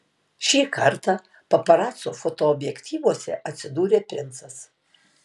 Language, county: Lithuanian, Tauragė